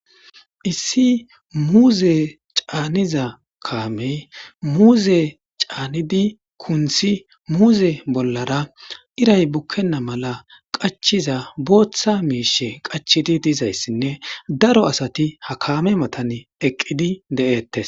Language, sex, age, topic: Gamo, male, 18-24, government